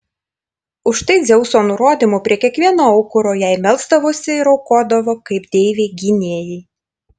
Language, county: Lithuanian, Panevėžys